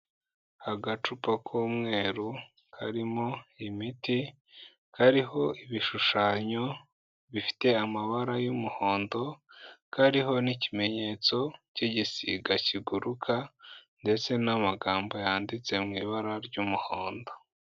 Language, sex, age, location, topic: Kinyarwanda, male, 18-24, Kigali, health